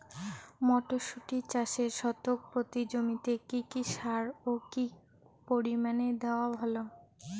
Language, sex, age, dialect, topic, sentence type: Bengali, female, 18-24, Rajbangshi, agriculture, question